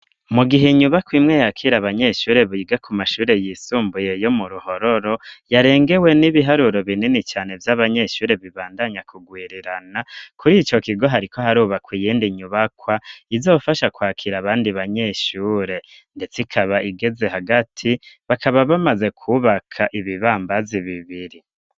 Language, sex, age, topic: Rundi, male, 25-35, education